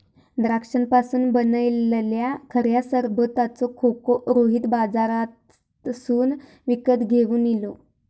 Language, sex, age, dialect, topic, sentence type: Marathi, female, 18-24, Southern Konkan, agriculture, statement